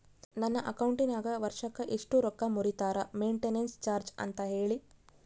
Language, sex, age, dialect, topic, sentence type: Kannada, female, 31-35, Central, banking, question